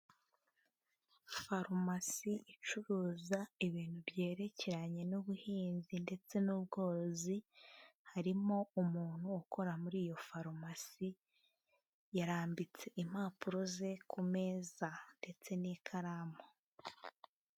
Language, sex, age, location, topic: Kinyarwanda, female, 18-24, Huye, agriculture